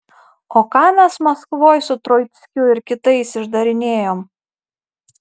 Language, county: Lithuanian, Marijampolė